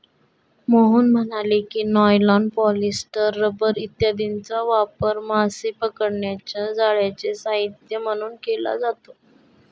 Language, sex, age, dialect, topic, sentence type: Marathi, female, 25-30, Standard Marathi, agriculture, statement